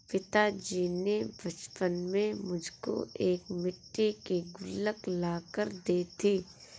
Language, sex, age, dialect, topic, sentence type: Hindi, female, 46-50, Awadhi Bundeli, banking, statement